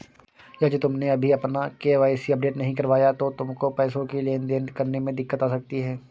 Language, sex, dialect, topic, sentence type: Hindi, male, Kanauji Braj Bhasha, banking, statement